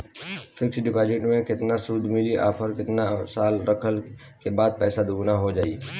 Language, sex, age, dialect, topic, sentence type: Bhojpuri, male, 18-24, Southern / Standard, banking, question